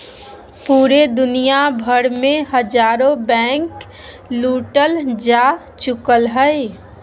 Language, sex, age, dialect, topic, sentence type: Magahi, female, 25-30, Southern, banking, statement